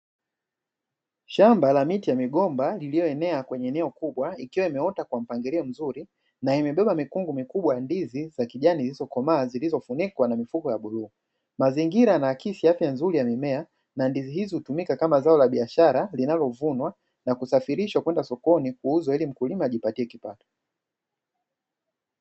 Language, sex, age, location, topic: Swahili, male, 36-49, Dar es Salaam, agriculture